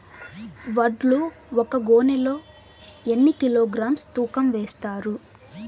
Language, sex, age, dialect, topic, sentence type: Telugu, female, 18-24, Southern, agriculture, question